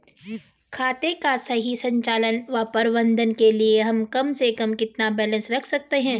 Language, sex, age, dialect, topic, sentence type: Hindi, female, 25-30, Garhwali, banking, question